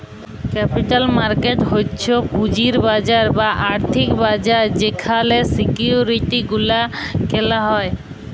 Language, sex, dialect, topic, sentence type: Bengali, female, Jharkhandi, banking, statement